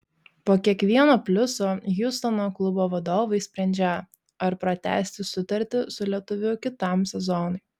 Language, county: Lithuanian, Šiauliai